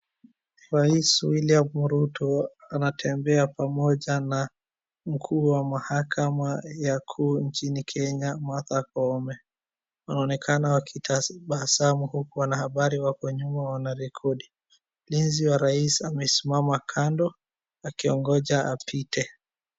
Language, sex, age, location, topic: Swahili, male, 18-24, Wajir, government